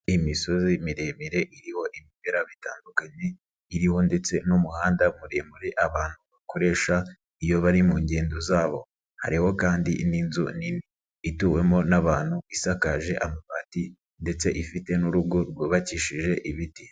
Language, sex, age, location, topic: Kinyarwanda, male, 36-49, Nyagatare, agriculture